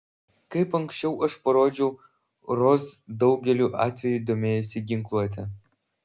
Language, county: Lithuanian, Vilnius